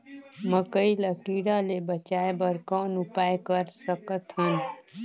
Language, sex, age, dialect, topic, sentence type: Chhattisgarhi, female, 25-30, Northern/Bhandar, agriculture, question